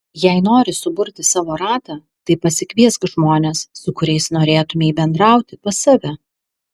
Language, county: Lithuanian, Vilnius